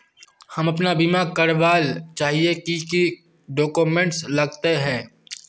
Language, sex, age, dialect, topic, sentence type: Magahi, male, 18-24, Northeastern/Surjapuri, banking, question